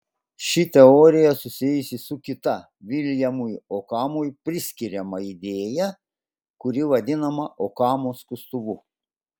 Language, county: Lithuanian, Klaipėda